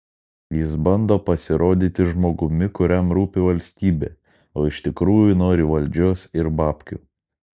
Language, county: Lithuanian, Kaunas